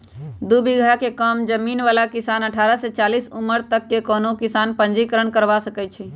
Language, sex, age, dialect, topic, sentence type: Magahi, female, 31-35, Western, agriculture, statement